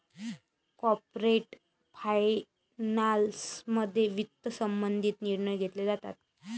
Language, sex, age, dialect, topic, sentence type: Marathi, female, 31-35, Varhadi, banking, statement